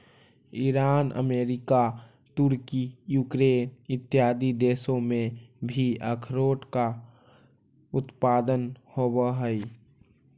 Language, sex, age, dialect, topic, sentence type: Magahi, male, 18-24, Central/Standard, agriculture, statement